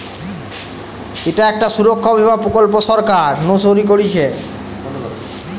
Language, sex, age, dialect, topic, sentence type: Bengali, male, 18-24, Western, banking, statement